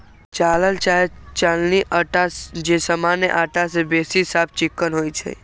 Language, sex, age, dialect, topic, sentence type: Magahi, male, 18-24, Western, agriculture, statement